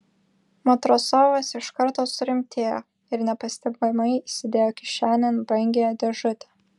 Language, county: Lithuanian, Vilnius